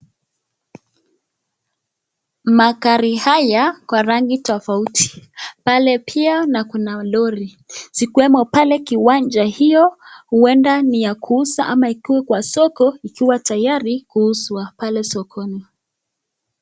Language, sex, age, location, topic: Swahili, female, 25-35, Nakuru, finance